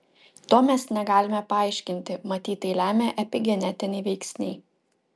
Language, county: Lithuanian, Utena